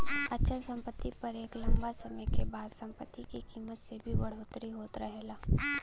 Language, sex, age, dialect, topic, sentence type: Bhojpuri, female, 18-24, Western, banking, statement